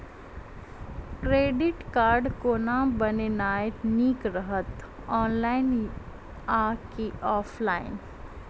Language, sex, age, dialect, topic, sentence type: Maithili, female, 25-30, Southern/Standard, banking, question